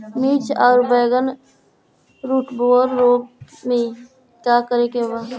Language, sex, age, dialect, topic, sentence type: Bhojpuri, female, 18-24, Northern, agriculture, question